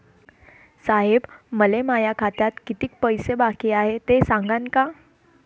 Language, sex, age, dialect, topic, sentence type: Marathi, female, 18-24, Varhadi, banking, question